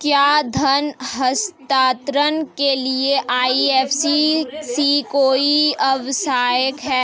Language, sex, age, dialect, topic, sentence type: Hindi, female, 18-24, Hindustani Malvi Khadi Boli, banking, question